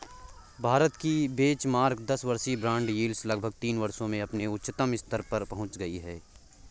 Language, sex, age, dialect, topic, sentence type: Hindi, male, 18-24, Awadhi Bundeli, agriculture, statement